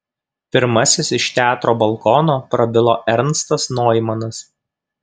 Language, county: Lithuanian, Kaunas